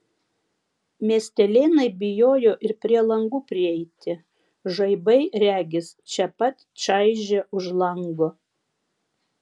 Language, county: Lithuanian, Vilnius